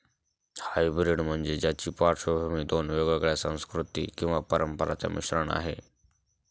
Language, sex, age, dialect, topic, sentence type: Marathi, male, 18-24, Northern Konkan, banking, statement